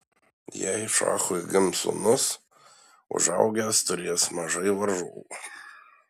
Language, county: Lithuanian, Šiauliai